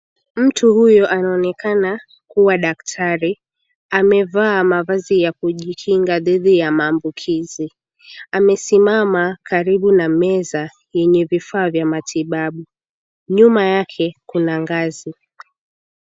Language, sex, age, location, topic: Swahili, female, 18-24, Mombasa, health